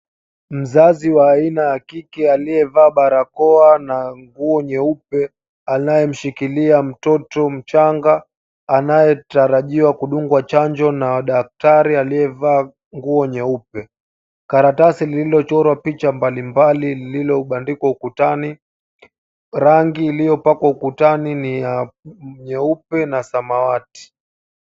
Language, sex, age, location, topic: Swahili, male, 18-24, Mombasa, health